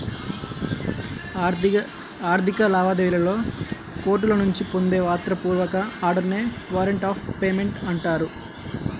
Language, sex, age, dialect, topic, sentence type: Telugu, male, 18-24, Central/Coastal, banking, statement